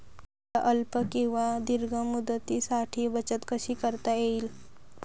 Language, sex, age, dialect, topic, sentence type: Marathi, female, 18-24, Northern Konkan, banking, question